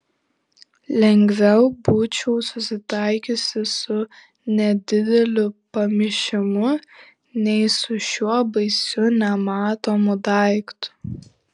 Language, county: Lithuanian, Šiauliai